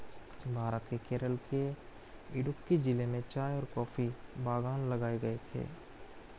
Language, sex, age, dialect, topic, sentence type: Hindi, male, 18-24, Hindustani Malvi Khadi Boli, agriculture, statement